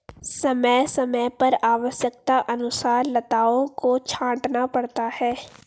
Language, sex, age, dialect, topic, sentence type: Hindi, female, 18-24, Hindustani Malvi Khadi Boli, agriculture, statement